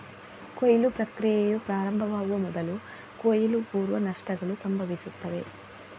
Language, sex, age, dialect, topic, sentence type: Kannada, female, 25-30, Coastal/Dakshin, agriculture, statement